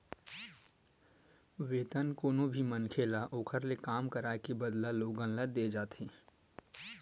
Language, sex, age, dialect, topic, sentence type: Chhattisgarhi, male, 18-24, Western/Budati/Khatahi, banking, statement